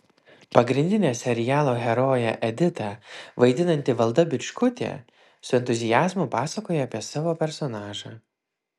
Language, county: Lithuanian, Vilnius